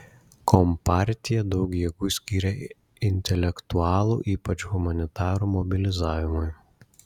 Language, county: Lithuanian, Šiauliai